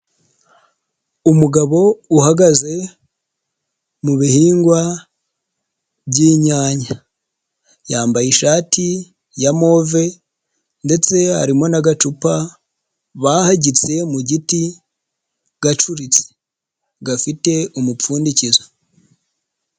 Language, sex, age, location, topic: Kinyarwanda, male, 25-35, Nyagatare, agriculture